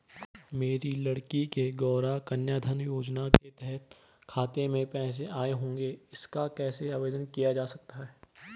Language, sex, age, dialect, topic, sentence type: Hindi, male, 18-24, Garhwali, banking, question